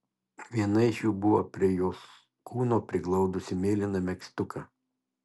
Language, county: Lithuanian, Šiauliai